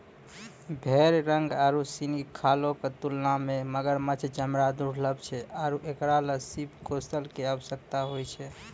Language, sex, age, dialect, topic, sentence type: Maithili, male, 25-30, Angika, agriculture, statement